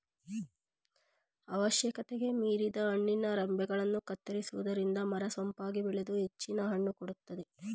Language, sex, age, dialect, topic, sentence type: Kannada, female, 25-30, Mysore Kannada, agriculture, statement